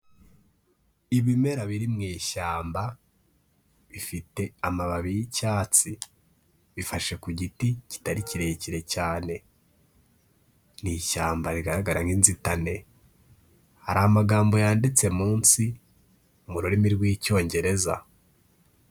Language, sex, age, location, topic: Kinyarwanda, male, 18-24, Kigali, health